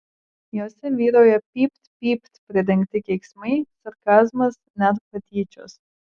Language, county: Lithuanian, Marijampolė